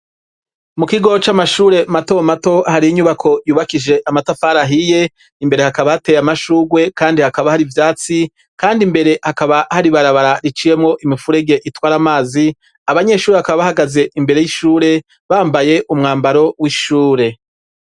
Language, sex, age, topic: Rundi, female, 25-35, education